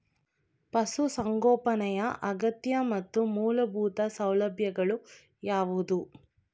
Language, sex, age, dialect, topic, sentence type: Kannada, female, 25-30, Mysore Kannada, agriculture, question